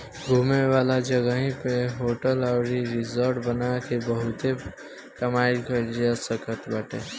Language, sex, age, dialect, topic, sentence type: Bhojpuri, male, 18-24, Northern, banking, statement